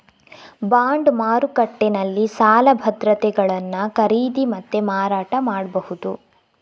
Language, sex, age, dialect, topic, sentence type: Kannada, female, 25-30, Coastal/Dakshin, banking, statement